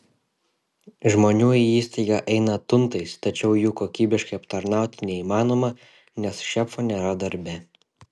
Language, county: Lithuanian, Šiauliai